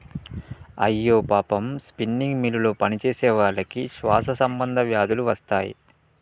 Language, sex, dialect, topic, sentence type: Telugu, male, Telangana, agriculture, statement